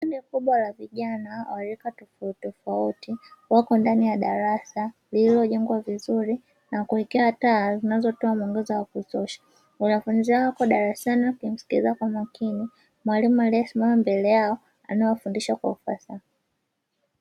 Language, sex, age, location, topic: Swahili, female, 25-35, Dar es Salaam, education